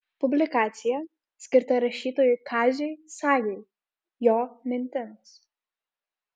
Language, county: Lithuanian, Kaunas